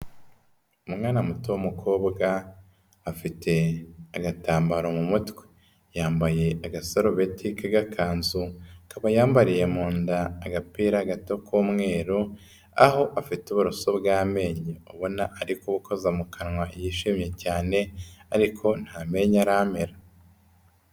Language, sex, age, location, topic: Kinyarwanda, male, 25-35, Kigali, health